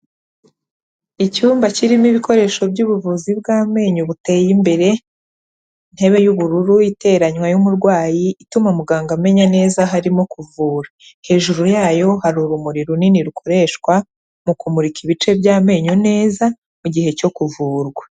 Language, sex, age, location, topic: Kinyarwanda, female, 36-49, Kigali, health